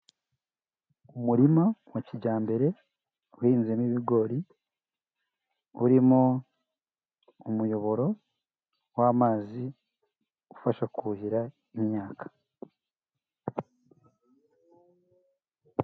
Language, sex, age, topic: Kinyarwanda, male, 18-24, agriculture